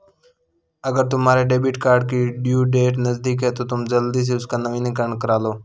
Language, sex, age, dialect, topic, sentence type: Hindi, male, 18-24, Marwari Dhudhari, banking, statement